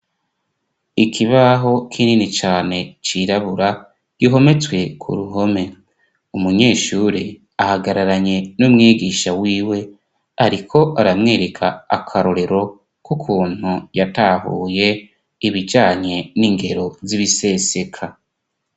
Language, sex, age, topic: Rundi, male, 25-35, education